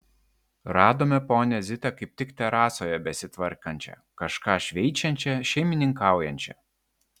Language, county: Lithuanian, Vilnius